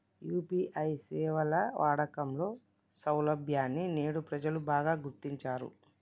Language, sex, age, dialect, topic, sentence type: Telugu, male, 36-40, Telangana, banking, statement